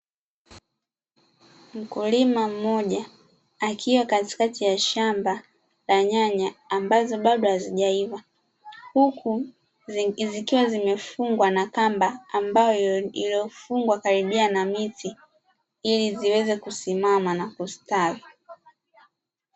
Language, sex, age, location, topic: Swahili, female, 25-35, Dar es Salaam, agriculture